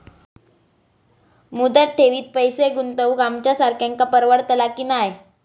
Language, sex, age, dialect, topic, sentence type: Marathi, female, 18-24, Southern Konkan, banking, question